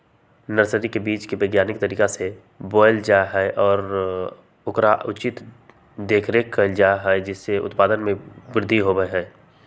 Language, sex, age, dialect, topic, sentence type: Magahi, male, 18-24, Western, agriculture, statement